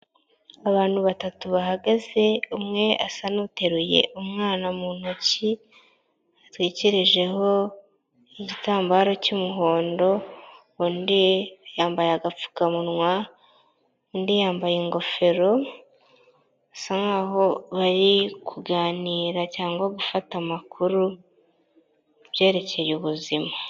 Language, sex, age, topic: Kinyarwanda, female, 25-35, health